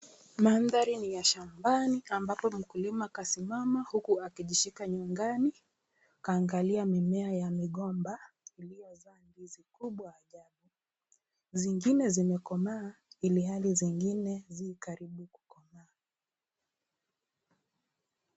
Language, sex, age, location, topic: Swahili, female, 25-35, Kisii, agriculture